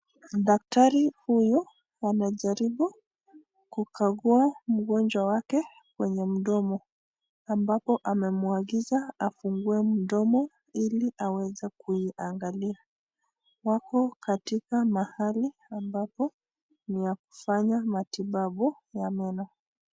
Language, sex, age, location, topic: Swahili, female, 36-49, Nakuru, health